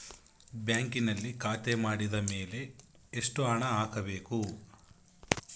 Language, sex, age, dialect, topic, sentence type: Kannada, male, 25-30, Central, banking, question